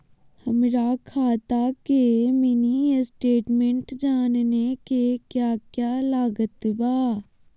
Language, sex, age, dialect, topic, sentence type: Magahi, female, 18-24, Southern, banking, question